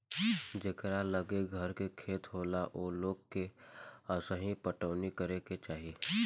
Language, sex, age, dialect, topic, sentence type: Bhojpuri, male, 18-24, Southern / Standard, agriculture, statement